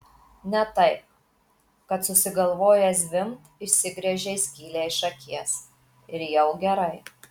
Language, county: Lithuanian, Marijampolė